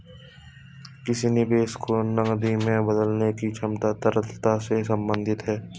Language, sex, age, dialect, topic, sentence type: Hindi, male, 18-24, Awadhi Bundeli, banking, statement